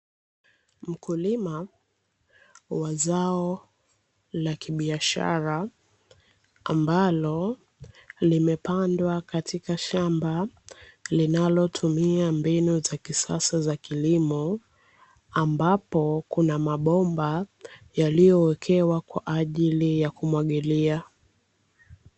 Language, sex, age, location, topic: Swahili, female, 25-35, Dar es Salaam, agriculture